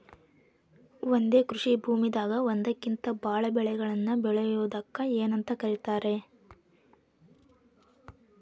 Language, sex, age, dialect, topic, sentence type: Kannada, female, 18-24, Dharwad Kannada, agriculture, question